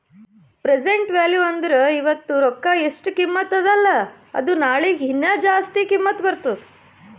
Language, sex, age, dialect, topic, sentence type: Kannada, female, 31-35, Northeastern, banking, statement